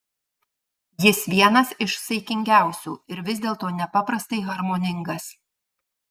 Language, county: Lithuanian, Marijampolė